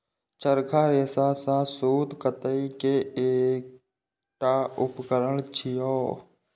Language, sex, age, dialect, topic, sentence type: Maithili, male, 18-24, Eastern / Thethi, agriculture, statement